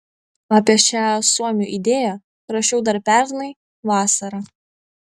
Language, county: Lithuanian, Vilnius